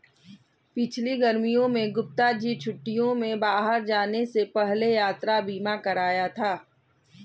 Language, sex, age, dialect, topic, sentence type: Hindi, male, 41-45, Kanauji Braj Bhasha, banking, statement